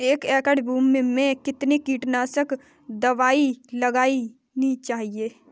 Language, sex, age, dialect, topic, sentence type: Hindi, female, 18-24, Kanauji Braj Bhasha, agriculture, question